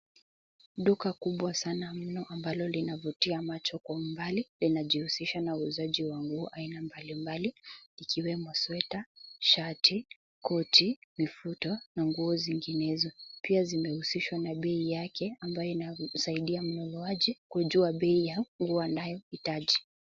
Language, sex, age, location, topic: Swahili, male, 18-24, Nairobi, finance